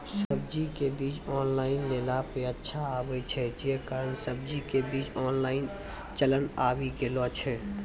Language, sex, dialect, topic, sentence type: Maithili, male, Angika, agriculture, question